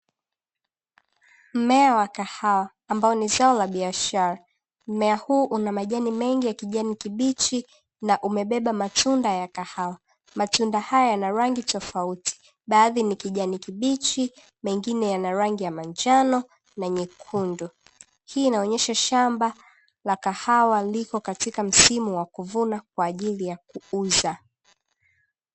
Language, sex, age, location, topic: Swahili, female, 18-24, Dar es Salaam, agriculture